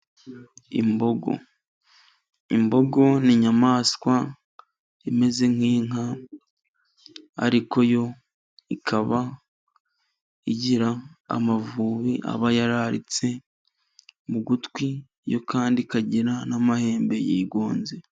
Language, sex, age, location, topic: Kinyarwanda, male, 25-35, Musanze, agriculture